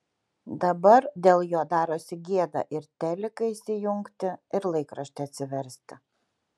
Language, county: Lithuanian, Kaunas